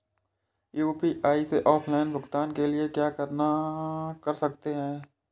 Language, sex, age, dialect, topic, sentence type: Hindi, male, 18-24, Awadhi Bundeli, banking, question